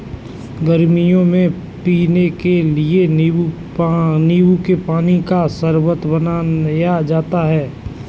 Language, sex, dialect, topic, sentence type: Hindi, male, Kanauji Braj Bhasha, agriculture, statement